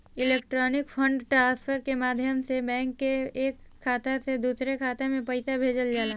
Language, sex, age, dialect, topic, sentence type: Bhojpuri, female, 18-24, Southern / Standard, banking, statement